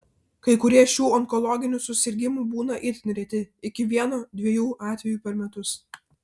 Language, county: Lithuanian, Vilnius